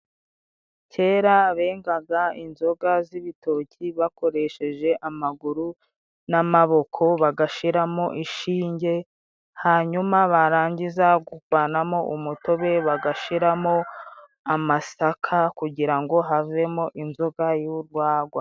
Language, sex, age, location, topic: Kinyarwanda, female, 25-35, Musanze, government